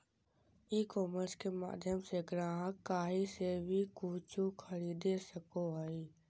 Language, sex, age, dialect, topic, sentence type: Magahi, male, 60-100, Southern, banking, statement